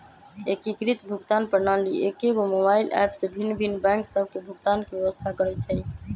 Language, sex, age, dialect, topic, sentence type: Magahi, female, 18-24, Western, banking, statement